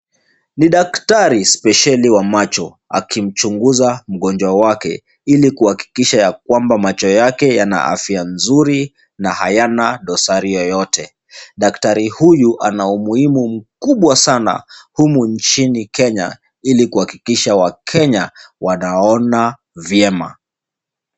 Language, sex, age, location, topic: Swahili, male, 36-49, Kisumu, health